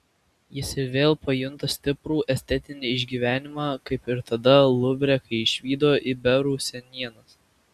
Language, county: Lithuanian, Vilnius